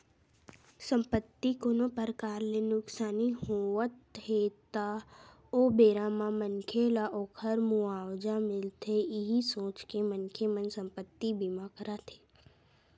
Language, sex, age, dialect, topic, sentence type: Chhattisgarhi, female, 18-24, Western/Budati/Khatahi, banking, statement